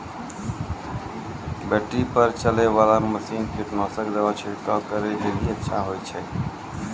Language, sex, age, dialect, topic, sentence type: Maithili, male, 46-50, Angika, agriculture, question